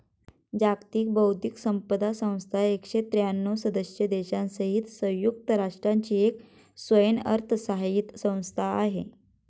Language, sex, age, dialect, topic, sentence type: Marathi, female, 25-30, Standard Marathi, banking, statement